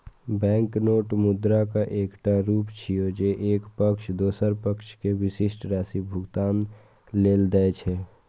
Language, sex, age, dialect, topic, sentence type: Maithili, male, 18-24, Eastern / Thethi, banking, statement